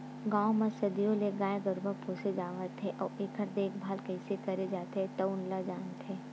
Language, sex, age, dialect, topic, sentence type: Chhattisgarhi, female, 60-100, Western/Budati/Khatahi, agriculture, statement